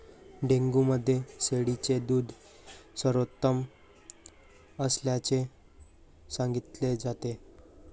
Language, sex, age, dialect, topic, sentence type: Marathi, male, 18-24, Varhadi, agriculture, statement